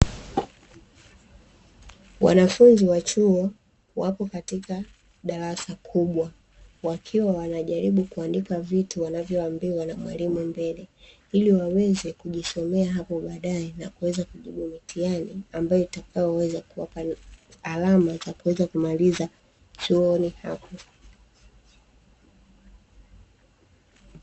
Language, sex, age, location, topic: Swahili, female, 25-35, Dar es Salaam, education